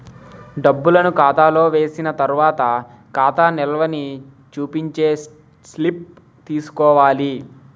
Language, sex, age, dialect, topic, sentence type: Telugu, male, 18-24, Utterandhra, banking, statement